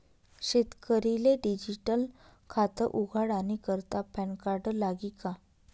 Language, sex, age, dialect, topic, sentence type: Marathi, female, 18-24, Northern Konkan, banking, statement